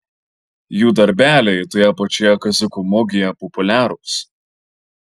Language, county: Lithuanian, Marijampolė